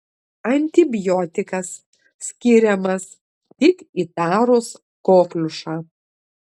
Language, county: Lithuanian, Klaipėda